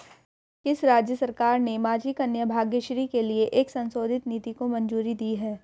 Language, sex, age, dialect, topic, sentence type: Hindi, female, 31-35, Hindustani Malvi Khadi Boli, banking, question